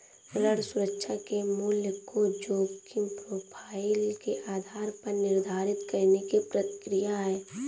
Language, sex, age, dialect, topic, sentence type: Hindi, female, 18-24, Awadhi Bundeli, banking, statement